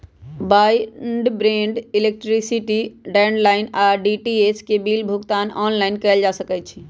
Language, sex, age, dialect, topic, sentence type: Magahi, female, 31-35, Western, banking, statement